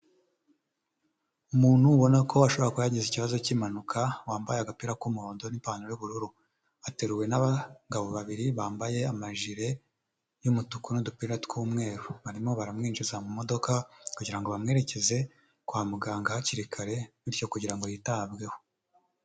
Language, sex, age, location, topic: Kinyarwanda, male, 25-35, Huye, health